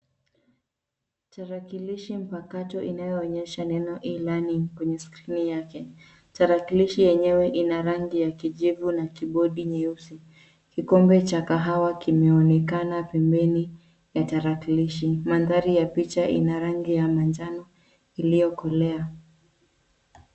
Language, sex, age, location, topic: Swahili, female, 25-35, Nairobi, education